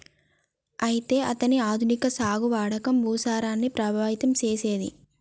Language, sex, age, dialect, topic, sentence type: Telugu, female, 25-30, Telangana, agriculture, statement